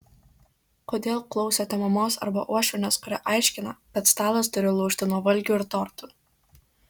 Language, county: Lithuanian, Kaunas